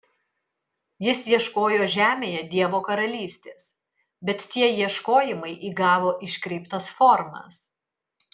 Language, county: Lithuanian, Kaunas